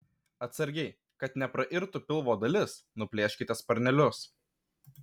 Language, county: Lithuanian, Kaunas